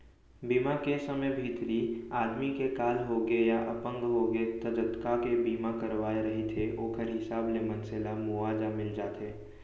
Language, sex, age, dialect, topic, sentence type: Chhattisgarhi, male, 18-24, Central, banking, statement